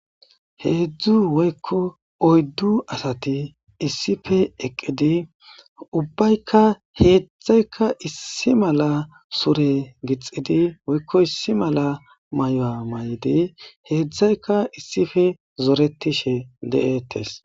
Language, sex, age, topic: Gamo, male, 25-35, agriculture